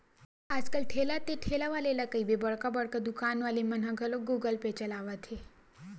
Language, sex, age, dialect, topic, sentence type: Chhattisgarhi, female, 60-100, Western/Budati/Khatahi, banking, statement